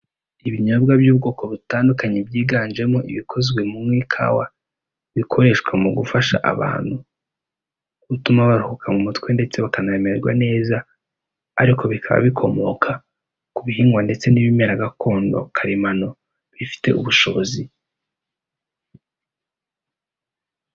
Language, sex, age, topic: Kinyarwanda, male, 18-24, health